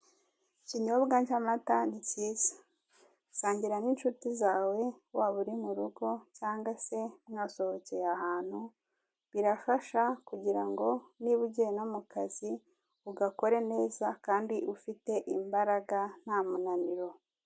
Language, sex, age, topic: Kinyarwanda, female, 36-49, finance